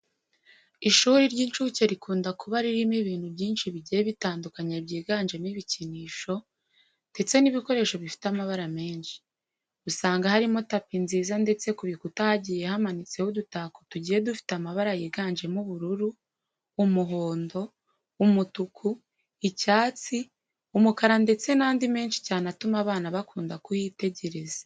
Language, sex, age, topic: Kinyarwanda, female, 18-24, education